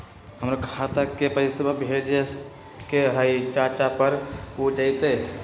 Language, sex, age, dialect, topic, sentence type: Magahi, male, 18-24, Western, banking, question